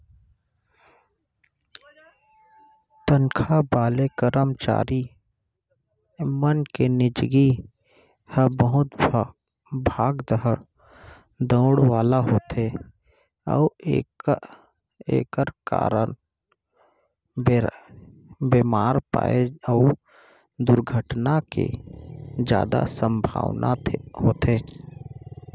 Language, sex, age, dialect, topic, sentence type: Chhattisgarhi, male, 31-35, Central, banking, statement